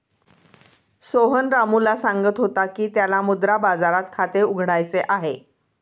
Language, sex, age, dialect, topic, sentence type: Marathi, female, 51-55, Standard Marathi, banking, statement